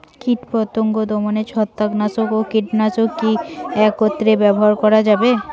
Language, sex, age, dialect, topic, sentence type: Bengali, female, 18-24, Rajbangshi, agriculture, question